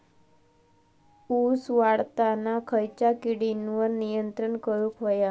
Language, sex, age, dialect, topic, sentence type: Marathi, female, 18-24, Southern Konkan, agriculture, question